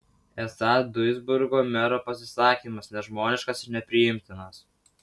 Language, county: Lithuanian, Vilnius